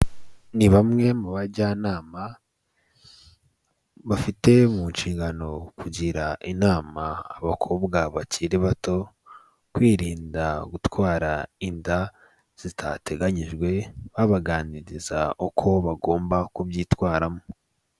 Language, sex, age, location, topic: Kinyarwanda, male, 18-24, Kigali, health